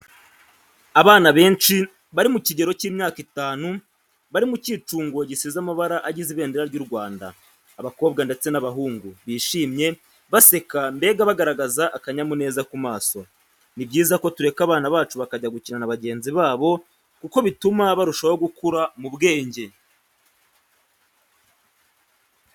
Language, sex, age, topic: Kinyarwanda, male, 18-24, education